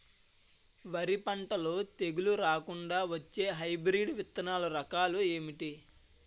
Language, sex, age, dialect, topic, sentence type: Telugu, male, 18-24, Utterandhra, agriculture, question